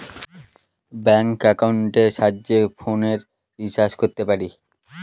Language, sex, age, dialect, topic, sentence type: Bengali, male, 18-24, Northern/Varendri, banking, statement